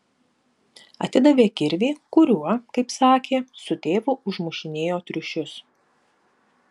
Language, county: Lithuanian, Panevėžys